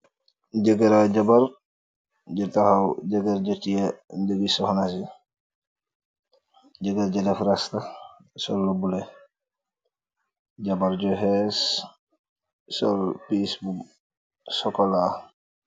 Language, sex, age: Wolof, male, 25-35